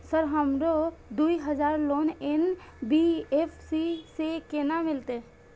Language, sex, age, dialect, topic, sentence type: Maithili, female, 18-24, Eastern / Thethi, banking, question